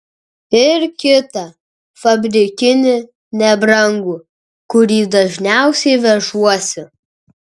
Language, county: Lithuanian, Kaunas